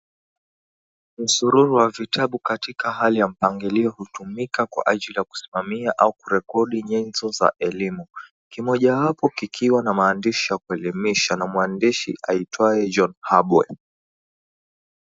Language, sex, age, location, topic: Swahili, male, 25-35, Mombasa, education